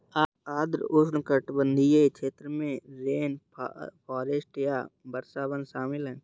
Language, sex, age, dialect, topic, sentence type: Hindi, male, 31-35, Awadhi Bundeli, agriculture, statement